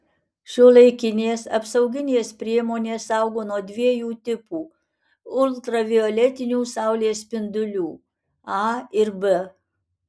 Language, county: Lithuanian, Alytus